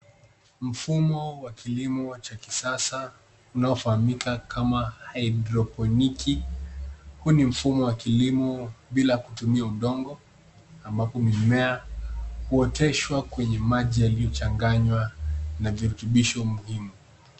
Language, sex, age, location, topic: Swahili, male, 18-24, Nairobi, agriculture